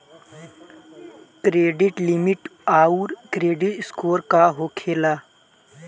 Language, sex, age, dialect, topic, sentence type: Bhojpuri, male, 18-24, Southern / Standard, banking, question